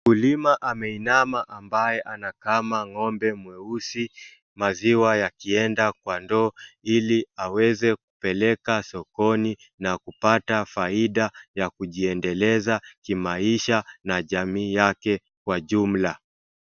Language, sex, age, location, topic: Swahili, male, 25-35, Wajir, agriculture